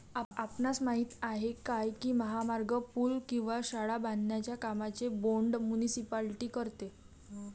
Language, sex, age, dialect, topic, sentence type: Marathi, female, 18-24, Varhadi, banking, statement